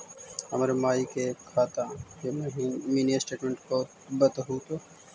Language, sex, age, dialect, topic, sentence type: Magahi, male, 18-24, Central/Standard, banking, question